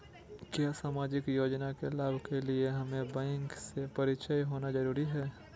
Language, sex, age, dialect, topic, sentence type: Magahi, male, 41-45, Southern, banking, question